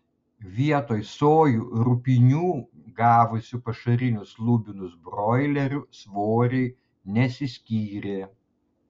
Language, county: Lithuanian, Panevėžys